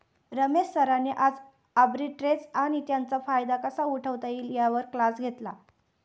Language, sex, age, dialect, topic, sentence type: Marathi, female, 18-24, Standard Marathi, banking, statement